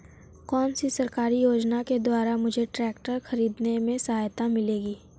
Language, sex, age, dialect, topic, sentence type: Hindi, female, 18-24, Marwari Dhudhari, agriculture, question